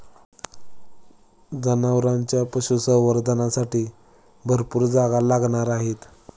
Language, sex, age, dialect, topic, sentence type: Marathi, male, 18-24, Standard Marathi, agriculture, statement